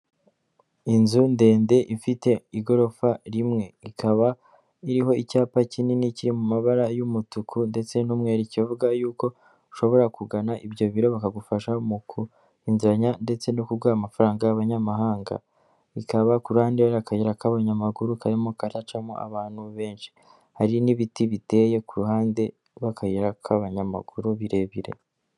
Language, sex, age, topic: Kinyarwanda, female, 18-24, finance